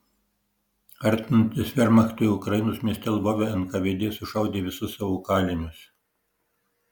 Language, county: Lithuanian, Marijampolė